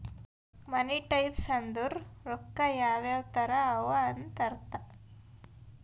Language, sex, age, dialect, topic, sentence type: Kannada, female, 18-24, Northeastern, banking, statement